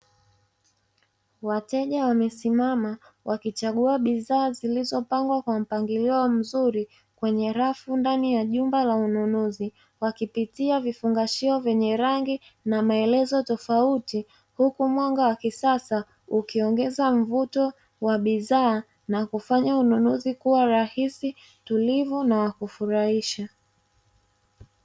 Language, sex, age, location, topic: Swahili, male, 25-35, Dar es Salaam, finance